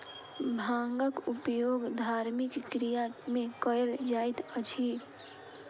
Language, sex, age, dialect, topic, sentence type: Maithili, female, 41-45, Southern/Standard, agriculture, statement